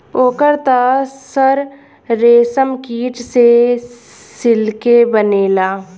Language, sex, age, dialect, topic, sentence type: Bhojpuri, female, 25-30, Southern / Standard, agriculture, statement